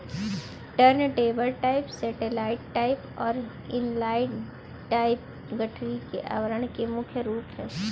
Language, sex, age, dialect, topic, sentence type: Hindi, female, 36-40, Kanauji Braj Bhasha, agriculture, statement